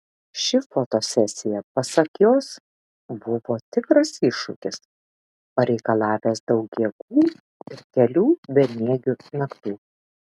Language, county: Lithuanian, Šiauliai